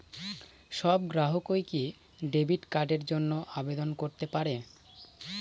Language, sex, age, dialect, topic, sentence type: Bengali, male, 18-24, Northern/Varendri, banking, question